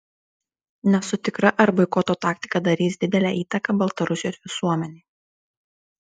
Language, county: Lithuanian, Šiauliai